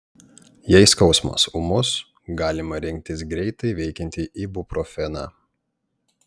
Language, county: Lithuanian, Panevėžys